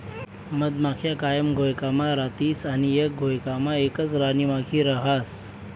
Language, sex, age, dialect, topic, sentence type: Marathi, male, 25-30, Northern Konkan, agriculture, statement